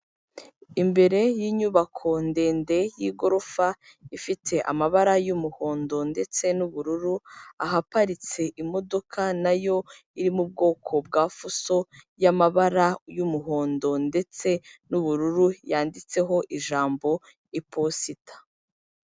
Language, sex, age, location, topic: Kinyarwanda, female, 25-35, Kigali, finance